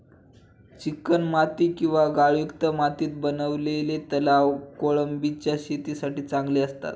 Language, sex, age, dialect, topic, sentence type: Marathi, male, 18-24, Standard Marathi, agriculture, statement